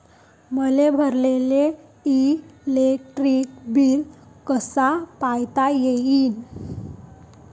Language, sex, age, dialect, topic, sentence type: Marathi, female, 18-24, Varhadi, banking, question